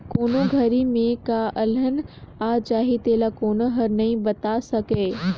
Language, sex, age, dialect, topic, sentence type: Chhattisgarhi, female, 18-24, Northern/Bhandar, agriculture, statement